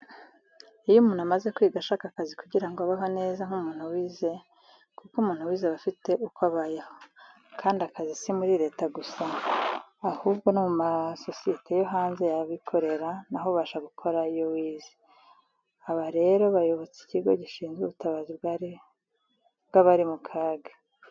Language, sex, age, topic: Kinyarwanda, female, 36-49, education